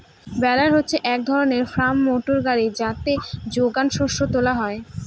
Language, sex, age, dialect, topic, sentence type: Bengali, female, 18-24, Northern/Varendri, agriculture, statement